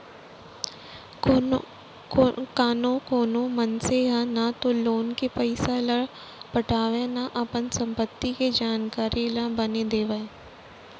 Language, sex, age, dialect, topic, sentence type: Chhattisgarhi, female, 36-40, Central, banking, statement